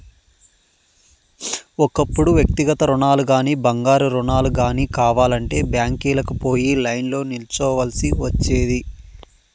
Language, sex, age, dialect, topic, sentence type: Telugu, male, 31-35, Southern, banking, statement